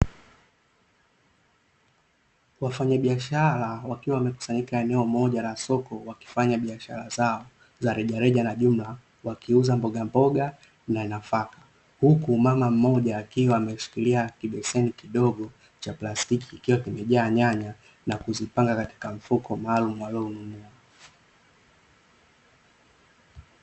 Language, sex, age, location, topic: Swahili, male, 25-35, Dar es Salaam, finance